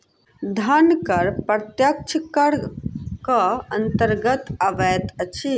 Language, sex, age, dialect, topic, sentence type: Maithili, female, 36-40, Southern/Standard, banking, statement